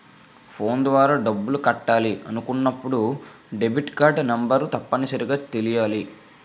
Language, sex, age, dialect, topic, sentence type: Telugu, male, 18-24, Utterandhra, banking, statement